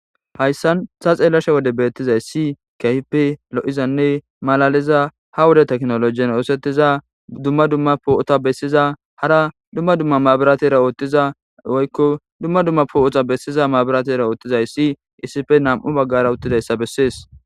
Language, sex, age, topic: Gamo, male, 18-24, government